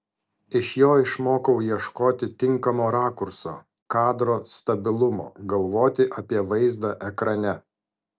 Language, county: Lithuanian, Vilnius